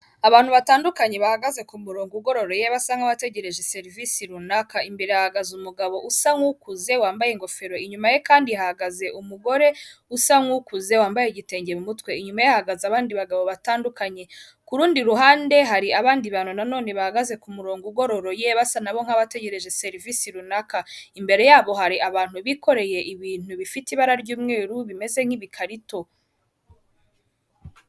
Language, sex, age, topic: Kinyarwanda, female, 18-24, government